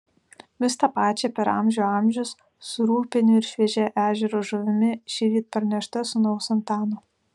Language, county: Lithuanian, Alytus